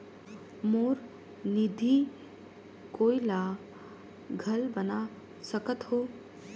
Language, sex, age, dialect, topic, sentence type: Chhattisgarhi, female, 31-35, Northern/Bhandar, banking, question